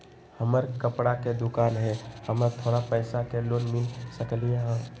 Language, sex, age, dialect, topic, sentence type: Magahi, male, 18-24, Western, banking, question